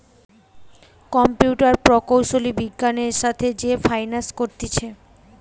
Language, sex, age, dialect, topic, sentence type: Bengali, female, 18-24, Western, banking, statement